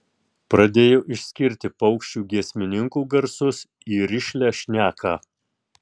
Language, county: Lithuanian, Tauragė